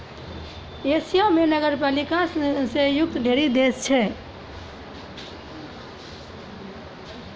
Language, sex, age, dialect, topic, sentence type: Maithili, female, 31-35, Angika, banking, statement